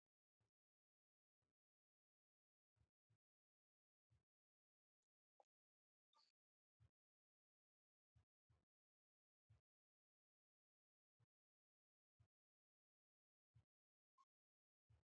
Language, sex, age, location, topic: Swahili, female, 25-35, Nakuru, government